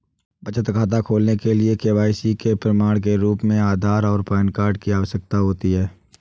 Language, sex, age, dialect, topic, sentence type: Hindi, male, 18-24, Awadhi Bundeli, banking, statement